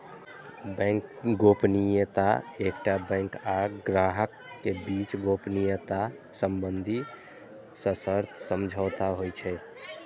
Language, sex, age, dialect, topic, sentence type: Maithili, male, 25-30, Eastern / Thethi, banking, statement